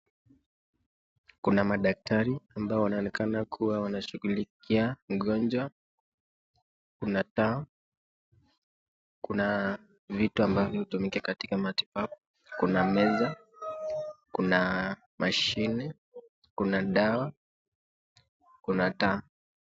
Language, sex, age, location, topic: Swahili, male, 18-24, Nakuru, health